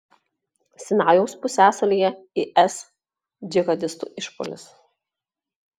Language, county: Lithuanian, Klaipėda